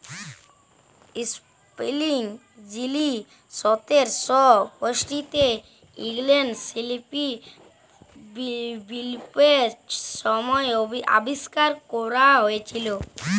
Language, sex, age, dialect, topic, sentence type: Bengali, female, 18-24, Jharkhandi, agriculture, statement